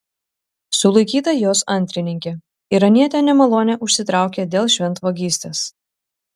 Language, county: Lithuanian, Šiauliai